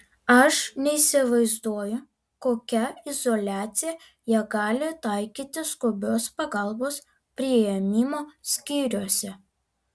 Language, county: Lithuanian, Alytus